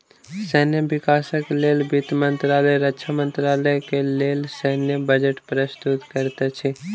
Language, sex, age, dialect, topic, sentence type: Maithili, male, 36-40, Southern/Standard, banking, statement